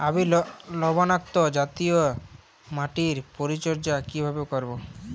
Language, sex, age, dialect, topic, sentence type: Bengali, male, 18-24, Jharkhandi, agriculture, question